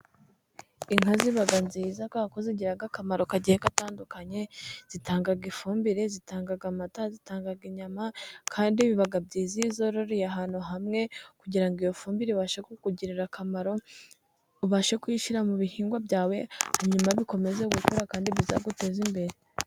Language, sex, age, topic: Kinyarwanda, female, 18-24, agriculture